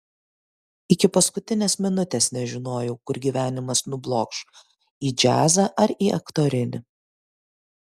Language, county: Lithuanian, Kaunas